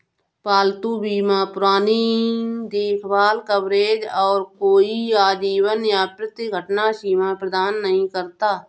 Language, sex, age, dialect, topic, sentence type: Hindi, female, 31-35, Awadhi Bundeli, banking, statement